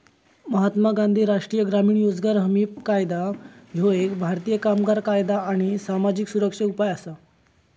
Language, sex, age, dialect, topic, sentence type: Marathi, male, 18-24, Southern Konkan, banking, statement